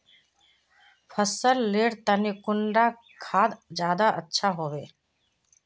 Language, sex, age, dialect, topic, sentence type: Magahi, female, 36-40, Northeastern/Surjapuri, agriculture, question